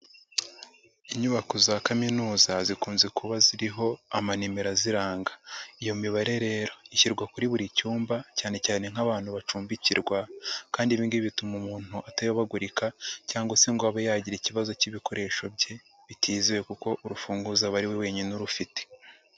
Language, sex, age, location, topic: Kinyarwanda, female, 50+, Nyagatare, education